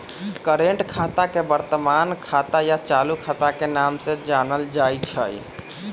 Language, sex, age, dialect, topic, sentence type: Magahi, male, 25-30, Western, banking, statement